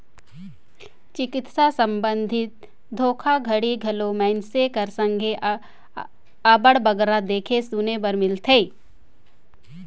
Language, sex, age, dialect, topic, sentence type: Chhattisgarhi, female, 60-100, Northern/Bhandar, banking, statement